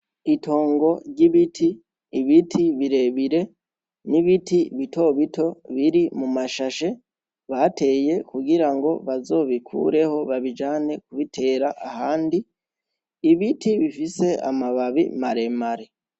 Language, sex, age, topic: Rundi, female, 18-24, agriculture